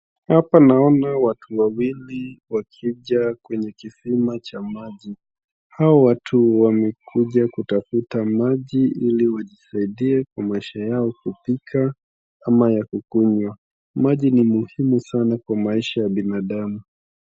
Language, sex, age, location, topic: Swahili, male, 25-35, Wajir, health